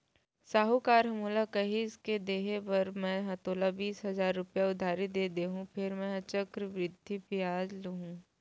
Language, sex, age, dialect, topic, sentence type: Chhattisgarhi, female, 18-24, Central, banking, statement